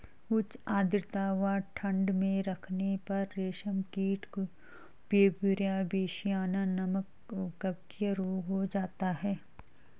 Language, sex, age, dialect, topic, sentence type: Hindi, female, 36-40, Garhwali, agriculture, statement